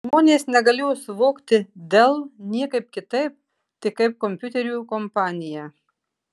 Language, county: Lithuanian, Marijampolė